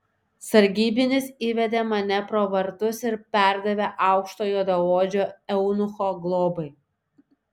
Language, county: Lithuanian, Šiauliai